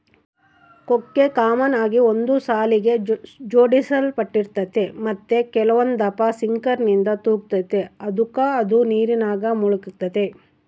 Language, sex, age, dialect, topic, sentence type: Kannada, female, 56-60, Central, agriculture, statement